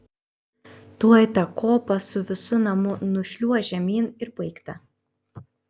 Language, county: Lithuanian, Kaunas